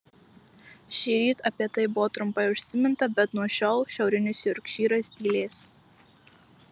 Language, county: Lithuanian, Marijampolė